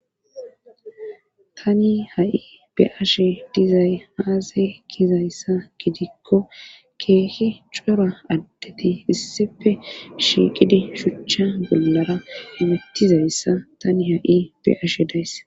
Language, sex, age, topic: Gamo, female, 25-35, government